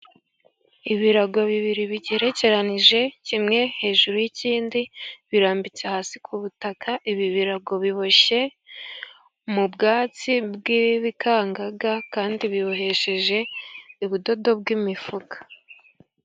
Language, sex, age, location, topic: Kinyarwanda, female, 18-24, Gakenke, government